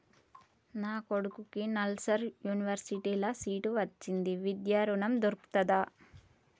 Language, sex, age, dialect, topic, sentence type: Telugu, female, 41-45, Telangana, banking, question